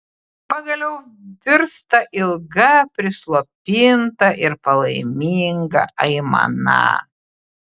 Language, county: Lithuanian, Klaipėda